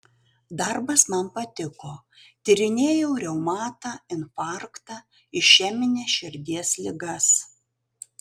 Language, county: Lithuanian, Utena